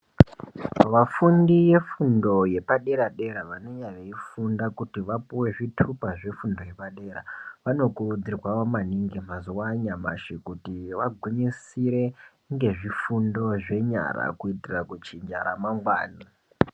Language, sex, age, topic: Ndau, male, 25-35, education